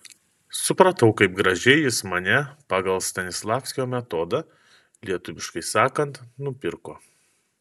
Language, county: Lithuanian, Kaunas